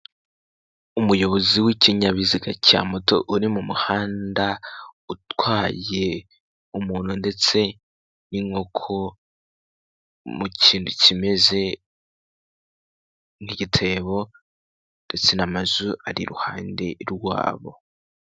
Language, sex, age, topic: Kinyarwanda, male, 18-24, finance